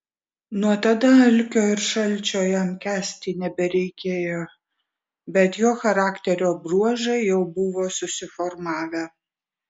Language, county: Lithuanian, Vilnius